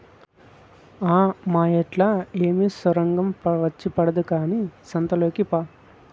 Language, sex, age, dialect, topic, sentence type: Telugu, male, 25-30, Southern, agriculture, statement